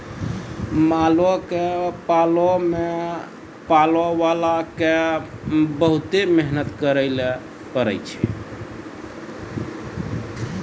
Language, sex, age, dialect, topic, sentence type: Maithili, male, 46-50, Angika, agriculture, statement